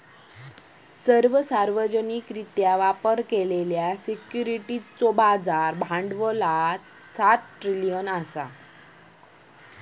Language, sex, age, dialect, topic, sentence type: Marathi, female, 25-30, Southern Konkan, banking, statement